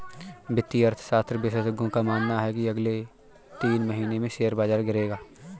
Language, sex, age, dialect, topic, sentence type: Hindi, male, 31-35, Awadhi Bundeli, banking, statement